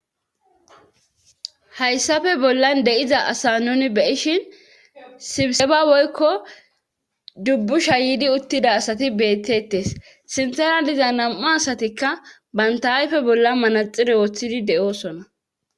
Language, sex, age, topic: Gamo, female, 18-24, government